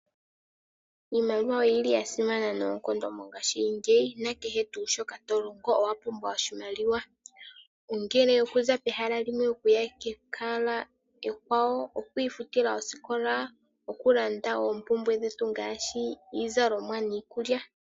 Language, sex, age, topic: Oshiwambo, male, 18-24, finance